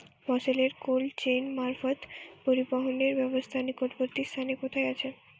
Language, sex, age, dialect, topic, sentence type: Bengali, female, 18-24, Northern/Varendri, agriculture, question